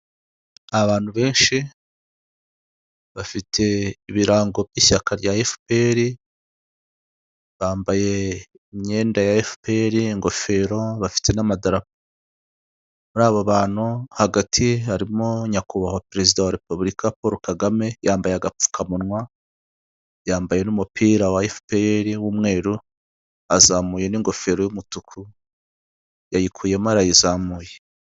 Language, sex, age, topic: Kinyarwanda, male, 50+, government